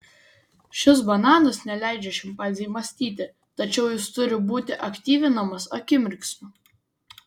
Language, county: Lithuanian, Vilnius